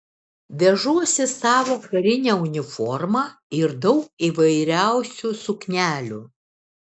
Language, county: Lithuanian, Šiauliai